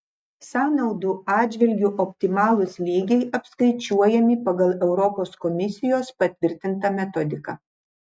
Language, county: Lithuanian, Klaipėda